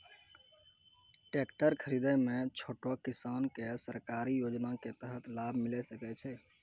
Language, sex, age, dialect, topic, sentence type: Maithili, male, 18-24, Angika, agriculture, question